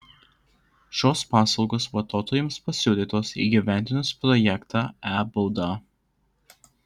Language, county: Lithuanian, Klaipėda